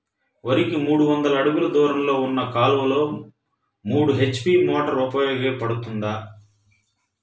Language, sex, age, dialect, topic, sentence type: Telugu, male, 31-35, Central/Coastal, agriculture, question